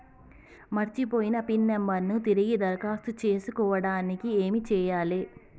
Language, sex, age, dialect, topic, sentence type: Telugu, female, 36-40, Telangana, banking, question